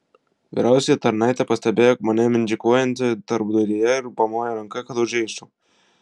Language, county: Lithuanian, Vilnius